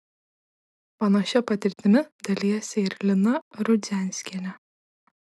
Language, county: Lithuanian, Šiauliai